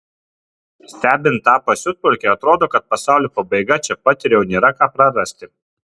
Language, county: Lithuanian, Kaunas